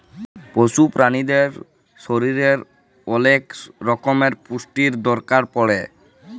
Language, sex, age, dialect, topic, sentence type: Bengali, female, 36-40, Jharkhandi, agriculture, statement